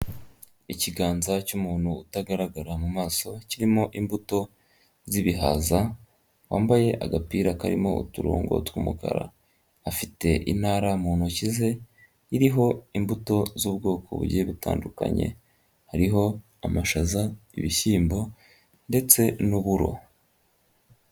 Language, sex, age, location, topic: Kinyarwanda, female, 50+, Nyagatare, agriculture